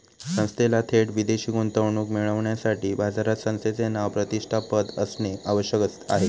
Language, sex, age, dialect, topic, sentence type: Marathi, male, 18-24, Standard Marathi, banking, statement